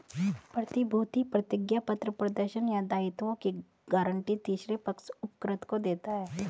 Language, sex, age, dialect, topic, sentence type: Hindi, female, 36-40, Hindustani Malvi Khadi Boli, banking, statement